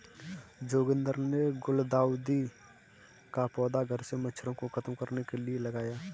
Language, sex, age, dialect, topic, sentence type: Hindi, male, 18-24, Kanauji Braj Bhasha, agriculture, statement